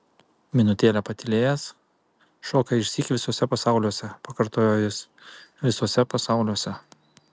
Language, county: Lithuanian, Kaunas